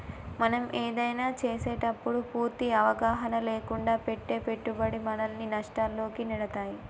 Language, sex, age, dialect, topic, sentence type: Telugu, female, 25-30, Telangana, banking, statement